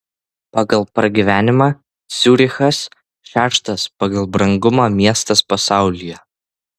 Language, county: Lithuanian, Vilnius